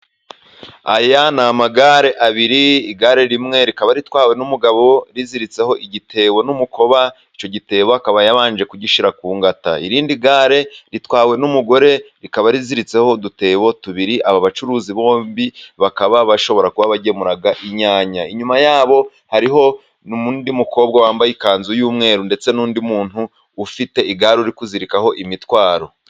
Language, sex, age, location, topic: Kinyarwanda, male, 25-35, Musanze, government